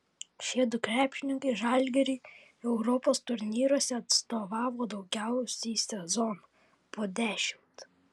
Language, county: Lithuanian, Vilnius